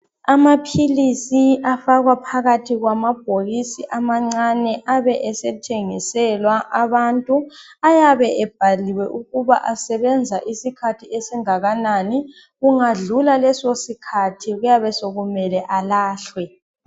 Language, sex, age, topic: North Ndebele, male, 25-35, health